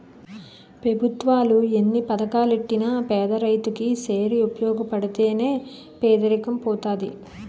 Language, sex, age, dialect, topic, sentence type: Telugu, female, 31-35, Utterandhra, agriculture, statement